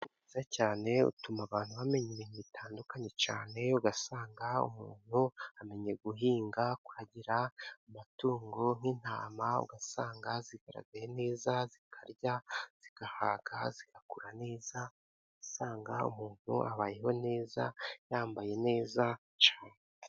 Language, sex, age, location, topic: Kinyarwanda, male, 25-35, Musanze, government